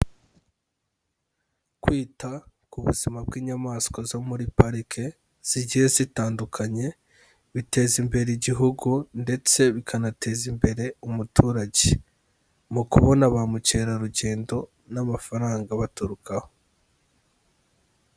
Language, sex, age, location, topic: Kinyarwanda, male, 18-24, Kigali, agriculture